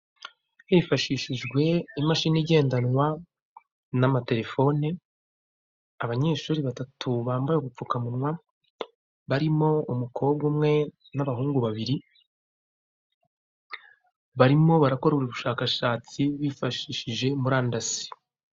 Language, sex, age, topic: Kinyarwanda, male, 36-49, government